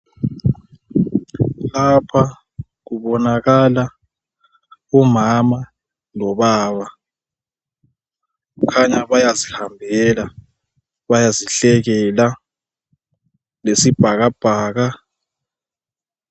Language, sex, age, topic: North Ndebele, male, 18-24, health